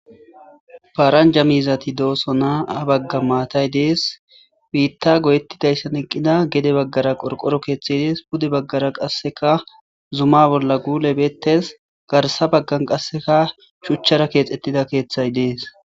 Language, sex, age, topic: Gamo, male, 25-35, agriculture